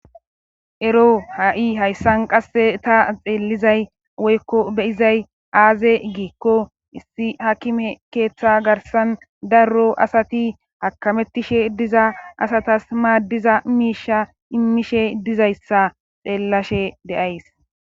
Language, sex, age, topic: Gamo, female, 25-35, government